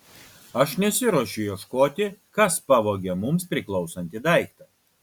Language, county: Lithuanian, Kaunas